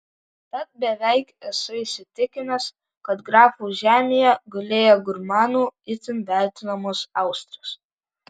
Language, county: Lithuanian, Vilnius